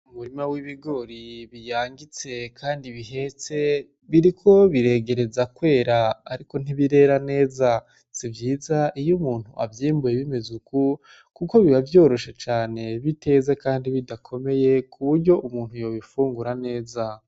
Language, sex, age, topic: Rundi, male, 25-35, agriculture